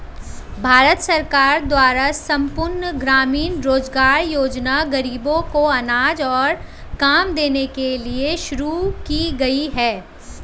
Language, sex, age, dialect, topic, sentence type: Hindi, female, 25-30, Hindustani Malvi Khadi Boli, banking, statement